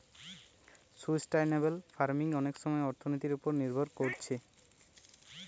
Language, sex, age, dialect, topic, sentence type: Bengali, male, 18-24, Western, agriculture, statement